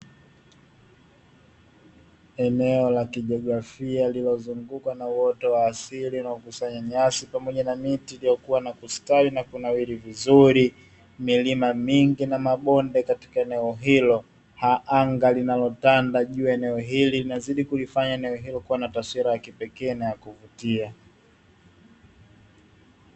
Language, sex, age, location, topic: Swahili, male, 25-35, Dar es Salaam, agriculture